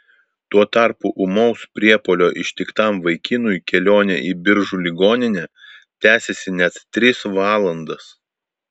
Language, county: Lithuanian, Vilnius